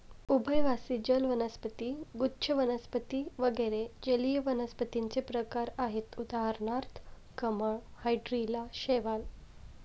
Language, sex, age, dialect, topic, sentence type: Marathi, female, 18-24, Standard Marathi, agriculture, statement